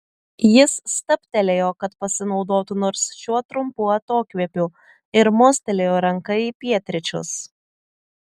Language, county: Lithuanian, Telšiai